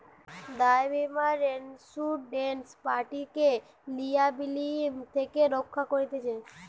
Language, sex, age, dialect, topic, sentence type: Bengali, female, 18-24, Western, banking, statement